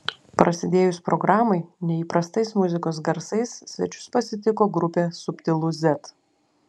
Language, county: Lithuanian, Klaipėda